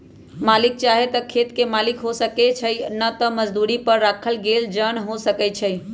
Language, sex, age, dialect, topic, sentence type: Magahi, female, 25-30, Western, agriculture, statement